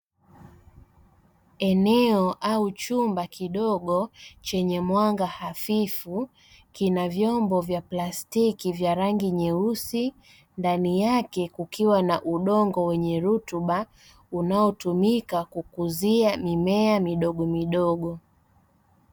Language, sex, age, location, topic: Swahili, female, 25-35, Dar es Salaam, agriculture